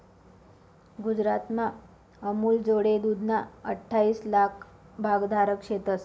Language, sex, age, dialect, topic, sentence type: Marathi, female, 25-30, Northern Konkan, agriculture, statement